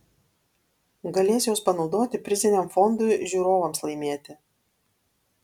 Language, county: Lithuanian, Alytus